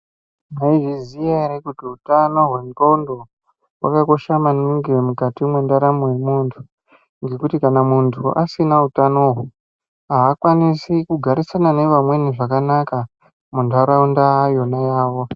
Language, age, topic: Ndau, 18-24, health